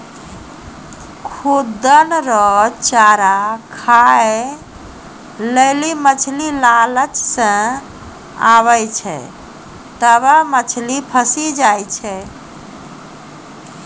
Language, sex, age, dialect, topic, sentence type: Maithili, female, 41-45, Angika, agriculture, statement